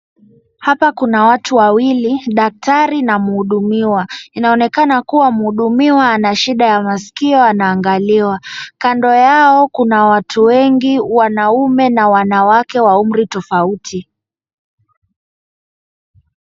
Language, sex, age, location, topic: Swahili, male, 18-24, Wajir, health